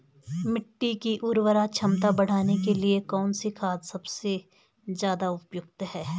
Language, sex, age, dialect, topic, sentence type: Hindi, female, 41-45, Garhwali, agriculture, question